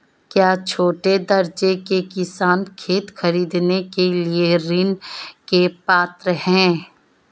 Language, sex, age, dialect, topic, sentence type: Hindi, female, 25-30, Marwari Dhudhari, agriculture, statement